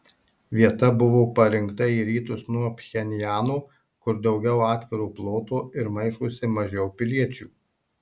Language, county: Lithuanian, Marijampolė